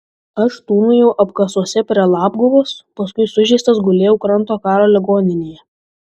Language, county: Lithuanian, Šiauliai